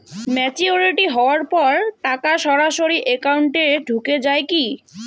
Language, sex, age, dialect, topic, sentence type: Bengali, female, 18-24, Rajbangshi, banking, question